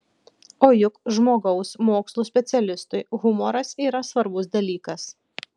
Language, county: Lithuanian, Kaunas